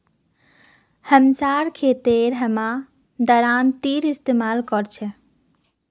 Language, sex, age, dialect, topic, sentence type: Magahi, female, 36-40, Northeastern/Surjapuri, agriculture, statement